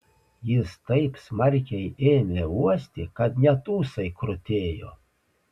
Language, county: Lithuanian, Panevėžys